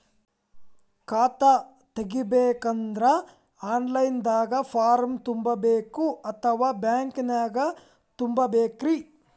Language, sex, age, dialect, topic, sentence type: Kannada, male, 18-24, Dharwad Kannada, banking, question